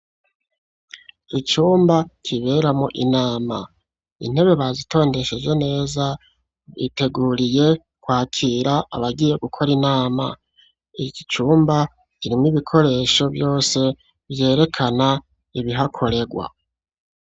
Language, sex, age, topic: Rundi, male, 36-49, education